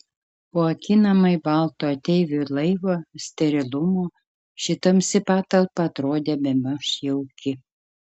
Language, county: Lithuanian, Kaunas